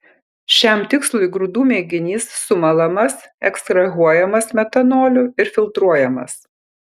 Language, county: Lithuanian, Kaunas